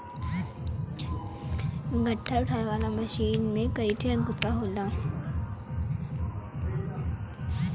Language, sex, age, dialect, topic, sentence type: Bhojpuri, male, 18-24, Northern, agriculture, statement